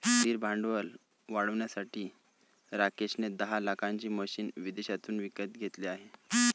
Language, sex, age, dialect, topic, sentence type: Marathi, male, 25-30, Varhadi, banking, statement